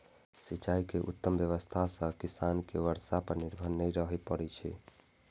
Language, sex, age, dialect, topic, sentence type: Maithili, male, 18-24, Eastern / Thethi, agriculture, statement